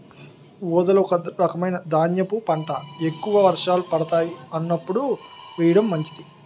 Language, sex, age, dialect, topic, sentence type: Telugu, male, 31-35, Utterandhra, agriculture, statement